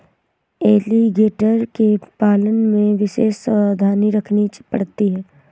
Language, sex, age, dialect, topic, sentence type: Hindi, female, 18-24, Awadhi Bundeli, agriculture, statement